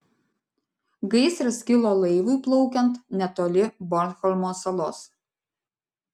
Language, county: Lithuanian, Vilnius